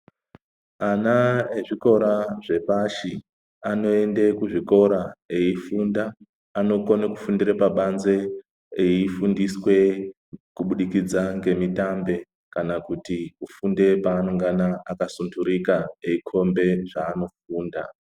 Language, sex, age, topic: Ndau, male, 50+, education